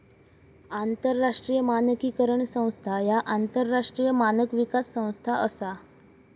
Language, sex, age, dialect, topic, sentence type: Marathi, male, 18-24, Southern Konkan, banking, statement